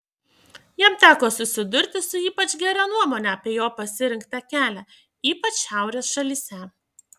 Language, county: Lithuanian, Šiauliai